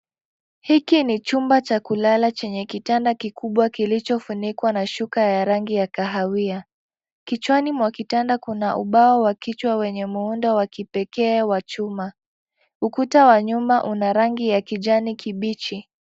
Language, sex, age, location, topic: Swahili, female, 18-24, Nairobi, education